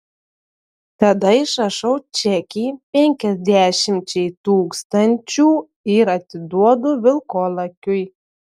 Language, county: Lithuanian, Telšiai